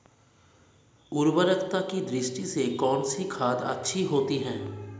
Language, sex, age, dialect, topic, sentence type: Hindi, male, 31-35, Marwari Dhudhari, agriculture, question